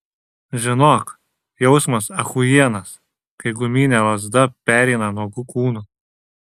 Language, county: Lithuanian, Šiauliai